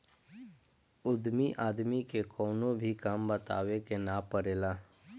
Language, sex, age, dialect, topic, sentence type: Bhojpuri, female, 25-30, Northern, banking, statement